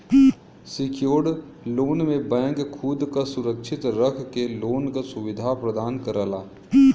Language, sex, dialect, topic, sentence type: Bhojpuri, male, Western, banking, statement